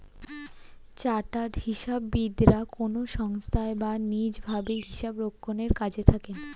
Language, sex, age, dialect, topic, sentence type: Bengali, female, 18-24, Standard Colloquial, banking, statement